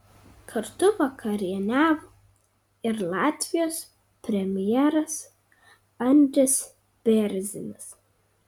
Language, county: Lithuanian, Kaunas